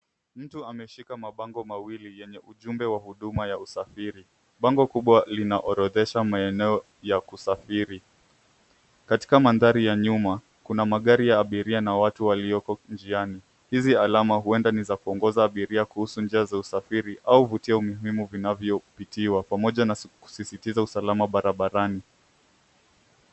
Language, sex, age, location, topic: Swahili, male, 18-24, Nairobi, government